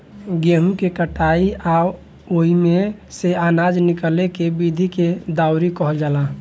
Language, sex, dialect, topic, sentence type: Bhojpuri, male, Southern / Standard, agriculture, statement